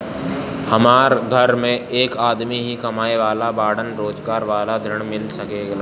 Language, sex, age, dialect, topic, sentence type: Bhojpuri, male, <18, Northern, banking, question